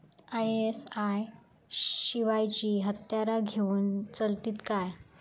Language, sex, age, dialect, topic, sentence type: Marathi, female, 25-30, Southern Konkan, agriculture, question